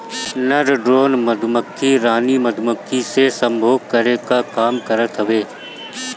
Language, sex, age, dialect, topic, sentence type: Bhojpuri, male, 31-35, Northern, agriculture, statement